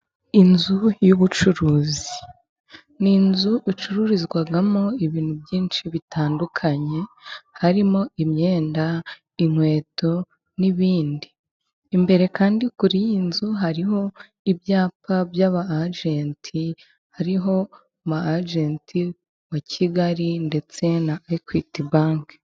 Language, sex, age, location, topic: Kinyarwanda, female, 18-24, Musanze, finance